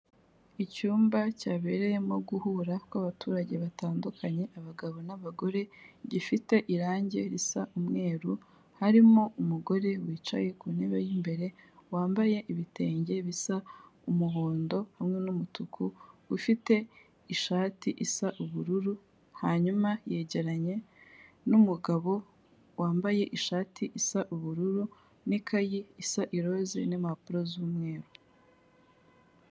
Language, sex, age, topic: Kinyarwanda, female, 18-24, finance